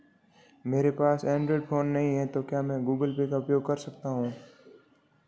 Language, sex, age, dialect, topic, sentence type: Hindi, male, 36-40, Marwari Dhudhari, banking, question